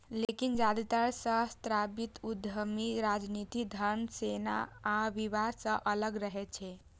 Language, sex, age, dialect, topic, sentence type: Maithili, female, 18-24, Eastern / Thethi, banking, statement